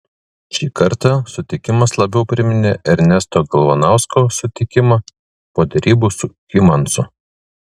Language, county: Lithuanian, Kaunas